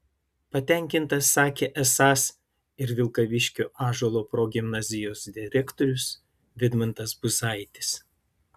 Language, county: Lithuanian, Klaipėda